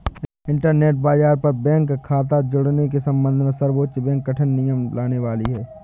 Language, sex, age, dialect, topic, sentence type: Hindi, male, 18-24, Awadhi Bundeli, banking, statement